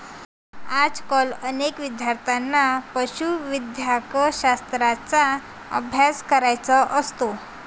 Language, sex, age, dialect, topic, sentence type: Marathi, female, 18-24, Varhadi, agriculture, statement